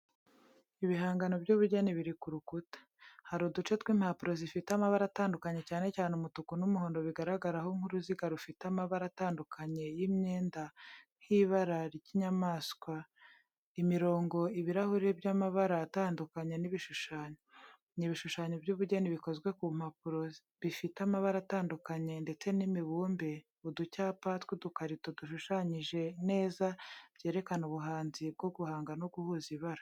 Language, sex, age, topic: Kinyarwanda, female, 36-49, education